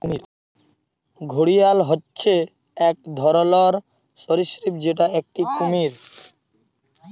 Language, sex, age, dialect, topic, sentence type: Bengali, male, 18-24, Jharkhandi, agriculture, statement